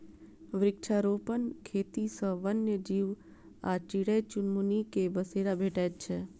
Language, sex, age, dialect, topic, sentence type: Maithili, female, 25-30, Southern/Standard, agriculture, statement